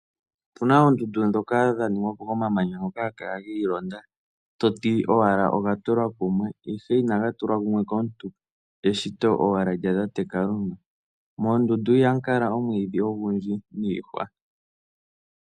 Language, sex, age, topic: Oshiwambo, male, 18-24, agriculture